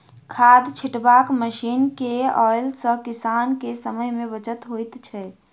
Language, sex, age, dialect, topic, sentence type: Maithili, female, 25-30, Southern/Standard, agriculture, statement